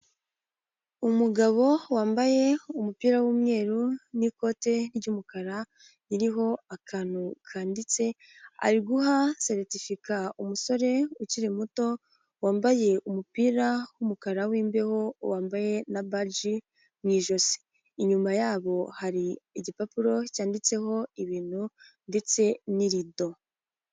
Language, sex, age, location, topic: Kinyarwanda, female, 18-24, Nyagatare, health